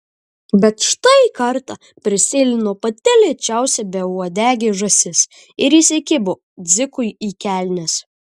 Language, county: Lithuanian, Marijampolė